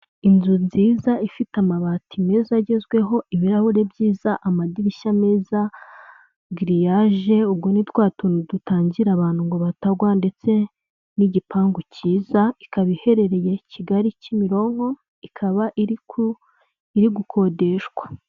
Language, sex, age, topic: Kinyarwanda, female, 25-35, finance